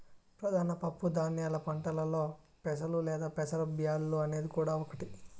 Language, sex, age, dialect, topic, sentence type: Telugu, male, 31-35, Southern, agriculture, statement